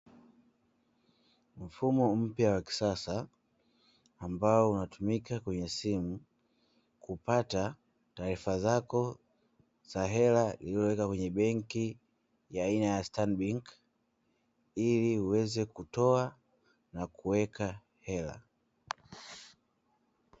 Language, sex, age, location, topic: Swahili, male, 25-35, Dar es Salaam, finance